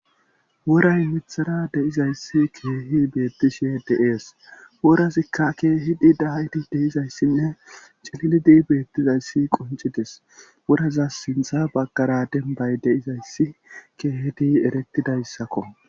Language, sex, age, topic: Gamo, male, 36-49, government